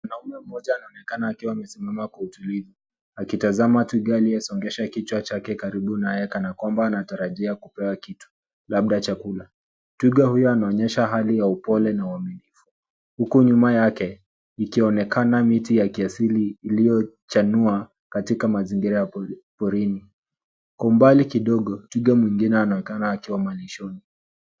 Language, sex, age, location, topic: Swahili, male, 25-35, Nairobi, government